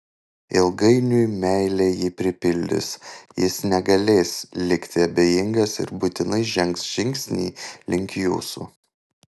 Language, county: Lithuanian, Panevėžys